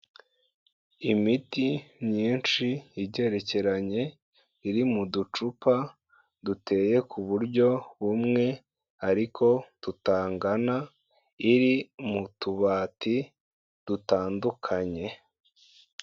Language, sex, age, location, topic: Kinyarwanda, male, 25-35, Kigali, health